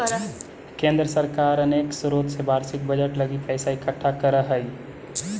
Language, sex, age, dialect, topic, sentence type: Magahi, female, 18-24, Central/Standard, banking, statement